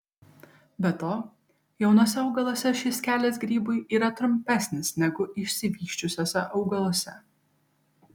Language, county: Lithuanian, Kaunas